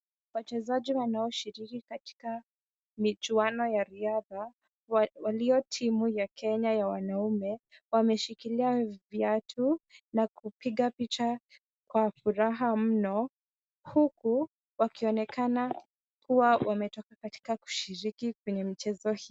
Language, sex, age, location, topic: Swahili, female, 18-24, Kisumu, government